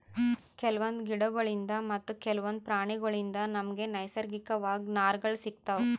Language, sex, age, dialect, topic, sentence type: Kannada, female, 31-35, Northeastern, agriculture, statement